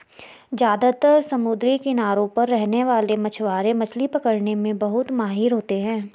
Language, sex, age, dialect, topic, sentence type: Hindi, female, 60-100, Garhwali, agriculture, statement